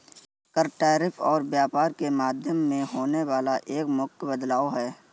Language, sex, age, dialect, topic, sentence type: Hindi, male, 41-45, Awadhi Bundeli, banking, statement